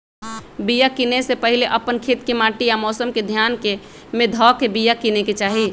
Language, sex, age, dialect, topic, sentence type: Magahi, female, 25-30, Western, agriculture, statement